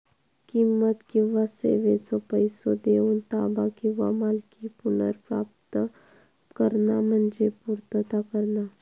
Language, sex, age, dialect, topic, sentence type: Marathi, female, 31-35, Southern Konkan, banking, statement